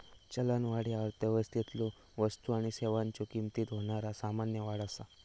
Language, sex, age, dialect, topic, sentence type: Marathi, male, 18-24, Southern Konkan, banking, statement